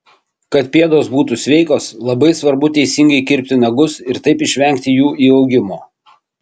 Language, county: Lithuanian, Kaunas